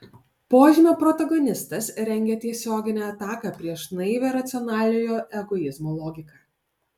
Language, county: Lithuanian, Alytus